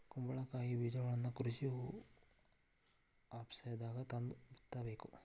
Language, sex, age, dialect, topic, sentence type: Kannada, male, 41-45, Dharwad Kannada, agriculture, statement